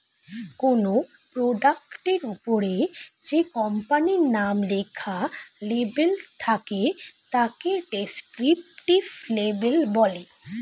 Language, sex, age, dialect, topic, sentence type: Bengali, female, 18-24, Standard Colloquial, banking, statement